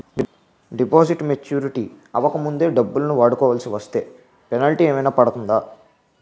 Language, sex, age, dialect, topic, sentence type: Telugu, male, 18-24, Utterandhra, banking, question